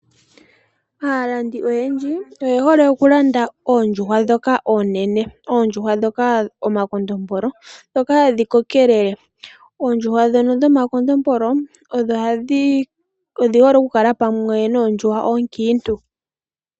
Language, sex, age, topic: Oshiwambo, female, 18-24, agriculture